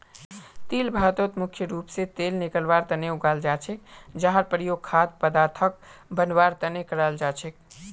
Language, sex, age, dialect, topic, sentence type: Magahi, female, 25-30, Northeastern/Surjapuri, agriculture, statement